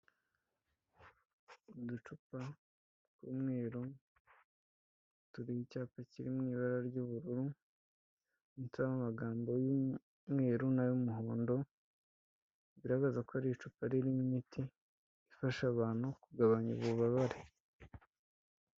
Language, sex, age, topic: Kinyarwanda, male, 25-35, health